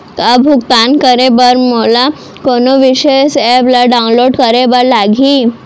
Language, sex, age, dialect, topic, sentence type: Chhattisgarhi, female, 36-40, Central, banking, question